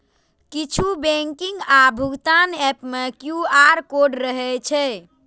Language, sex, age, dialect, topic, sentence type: Maithili, female, 18-24, Eastern / Thethi, banking, statement